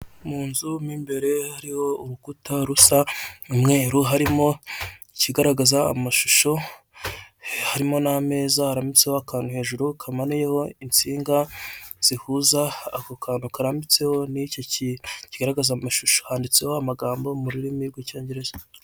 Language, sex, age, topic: Kinyarwanda, male, 25-35, finance